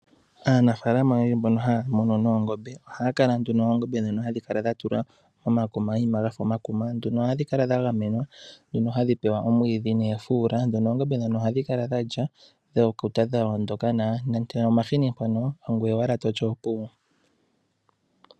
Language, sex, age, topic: Oshiwambo, male, 18-24, agriculture